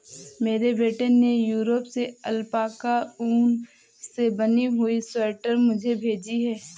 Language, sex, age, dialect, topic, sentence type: Hindi, female, 18-24, Awadhi Bundeli, agriculture, statement